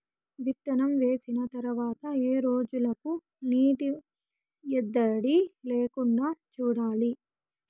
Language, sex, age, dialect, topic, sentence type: Telugu, female, 18-24, Southern, agriculture, question